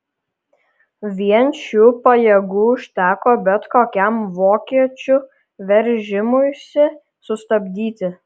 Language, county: Lithuanian, Kaunas